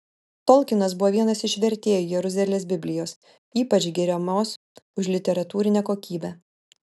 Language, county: Lithuanian, Vilnius